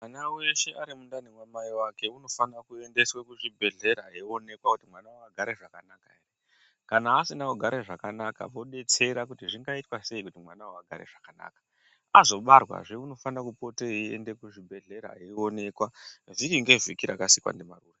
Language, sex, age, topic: Ndau, female, 36-49, health